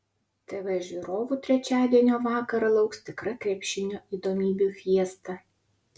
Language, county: Lithuanian, Utena